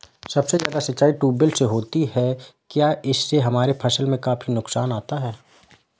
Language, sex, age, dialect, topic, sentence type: Hindi, male, 18-24, Awadhi Bundeli, agriculture, question